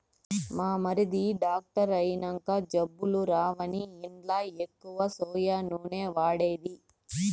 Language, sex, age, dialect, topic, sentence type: Telugu, female, 36-40, Southern, agriculture, statement